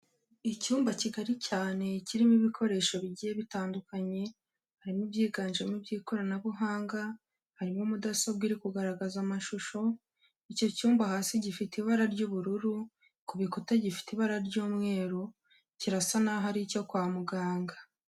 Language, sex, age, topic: Kinyarwanda, female, 18-24, health